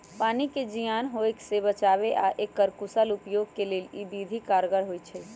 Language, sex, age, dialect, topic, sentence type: Magahi, female, 18-24, Western, agriculture, statement